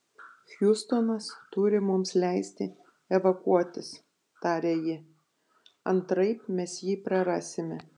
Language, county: Lithuanian, Panevėžys